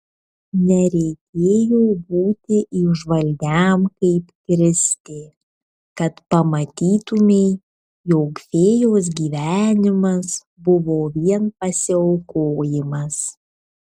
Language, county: Lithuanian, Kaunas